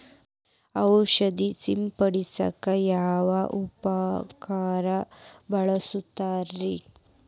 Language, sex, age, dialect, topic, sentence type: Kannada, female, 18-24, Dharwad Kannada, agriculture, question